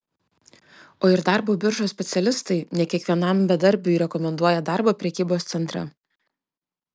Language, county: Lithuanian, Klaipėda